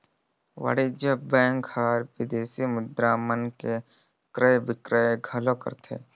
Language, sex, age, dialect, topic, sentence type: Chhattisgarhi, male, 18-24, Northern/Bhandar, banking, statement